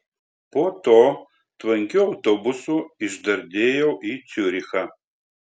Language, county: Lithuanian, Telšiai